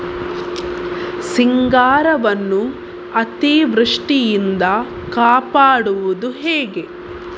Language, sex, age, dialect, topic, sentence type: Kannada, female, 18-24, Coastal/Dakshin, agriculture, question